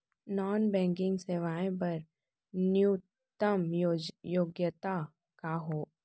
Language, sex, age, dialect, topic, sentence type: Chhattisgarhi, female, 18-24, Central, banking, question